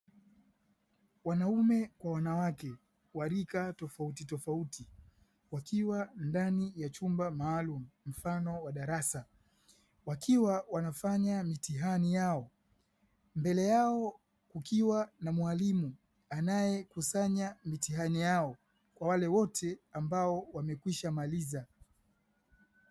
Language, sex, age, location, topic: Swahili, male, 25-35, Dar es Salaam, education